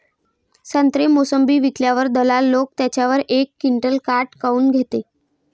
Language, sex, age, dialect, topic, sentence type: Marathi, female, 18-24, Varhadi, agriculture, question